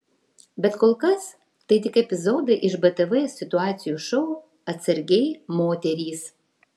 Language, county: Lithuanian, Vilnius